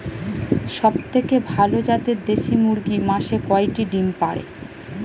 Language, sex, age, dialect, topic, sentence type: Bengali, female, 36-40, Standard Colloquial, agriculture, question